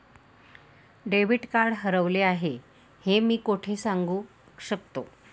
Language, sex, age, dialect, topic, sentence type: Marathi, female, 18-24, Northern Konkan, banking, statement